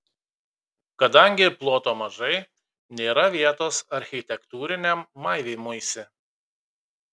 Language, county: Lithuanian, Kaunas